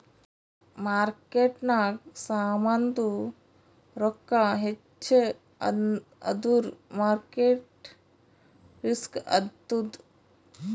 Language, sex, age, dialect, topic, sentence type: Kannada, female, 36-40, Northeastern, banking, statement